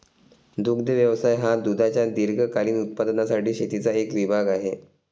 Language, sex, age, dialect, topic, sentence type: Marathi, male, 25-30, Varhadi, agriculture, statement